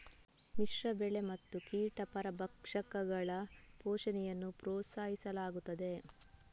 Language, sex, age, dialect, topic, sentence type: Kannada, female, 18-24, Coastal/Dakshin, agriculture, statement